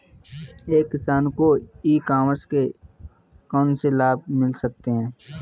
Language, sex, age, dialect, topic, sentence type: Hindi, male, 18-24, Marwari Dhudhari, agriculture, question